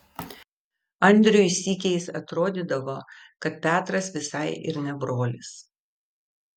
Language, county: Lithuanian, Vilnius